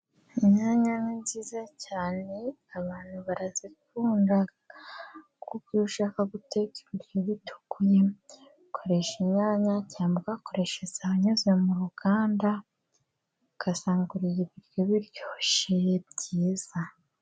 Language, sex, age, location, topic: Kinyarwanda, female, 25-35, Musanze, agriculture